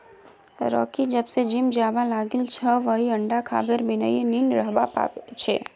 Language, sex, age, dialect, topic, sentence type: Magahi, female, 31-35, Northeastern/Surjapuri, agriculture, statement